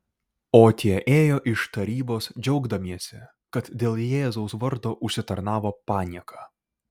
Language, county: Lithuanian, Vilnius